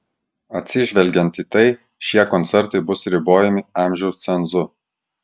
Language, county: Lithuanian, Klaipėda